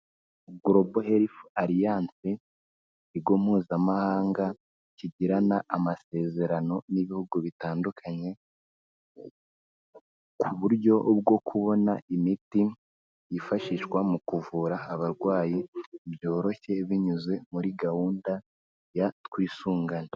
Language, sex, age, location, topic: Kinyarwanda, female, 25-35, Kigali, health